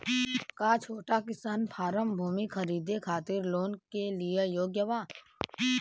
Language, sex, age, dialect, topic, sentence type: Bhojpuri, male, 18-24, Western, agriculture, statement